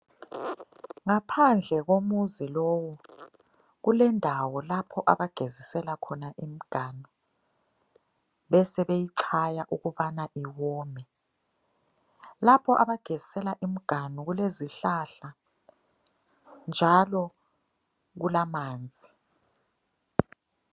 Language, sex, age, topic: North Ndebele, female, 25-35, health